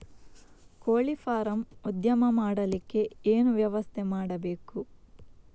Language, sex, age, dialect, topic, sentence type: Kannada, female, 18-24, Coastal/Dakshin, agriculture, question